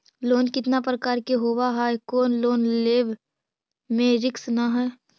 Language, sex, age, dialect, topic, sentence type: Magahi, female, 51-55, Central/Standard, banking, question